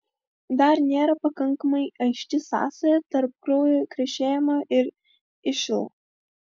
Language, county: Lithuanian, Vilnius